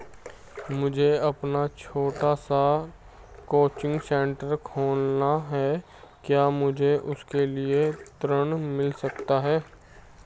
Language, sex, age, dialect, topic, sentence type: Hindi, male, 25-30, Hindustani Malvi Khadi Boli, banking, question